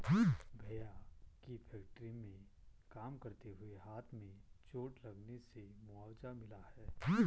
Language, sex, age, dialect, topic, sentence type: Hindi, male, 25-30, Garhwali, banking, statement